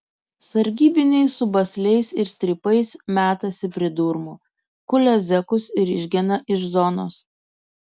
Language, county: Lithuanian, Kaunas